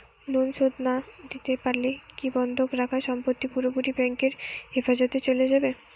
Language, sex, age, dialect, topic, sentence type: Bengali, female, 18-24, Northern/Varendri, banking, question